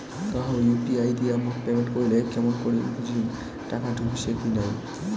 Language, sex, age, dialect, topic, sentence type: Bengali, male, 18-24, Rajbangshi, banking, question